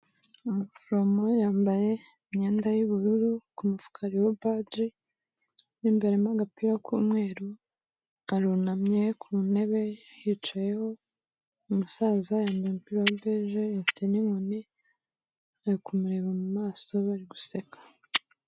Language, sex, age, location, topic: Kinyarwanda, female, 18-24, Kigali, health